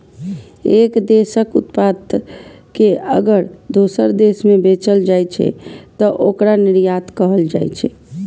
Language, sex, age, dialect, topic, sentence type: Maithili, female, 25-30, Eastern / Thethi, banking, statement